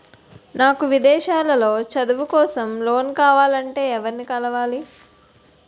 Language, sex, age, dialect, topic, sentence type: Telugu, female, 60-100, Utterandhra, banking, question